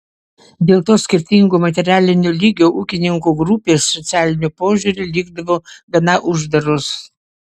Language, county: Lithuanian, Vilnius